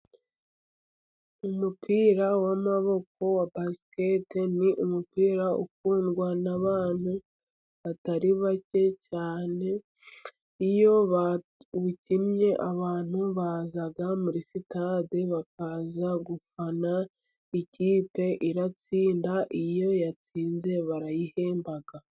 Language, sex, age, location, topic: Kinyarwanda, female, 50+, Musanze, government